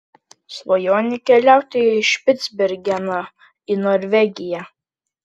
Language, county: Lithuanian, Kaunas